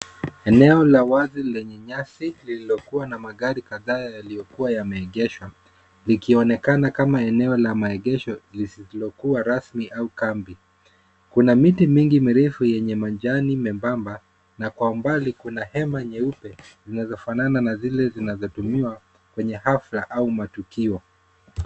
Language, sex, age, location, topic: Swahili, male, 25-35, Nairobi, finance